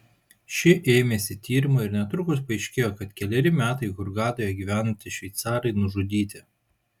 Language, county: Lithuanian, Šiauliai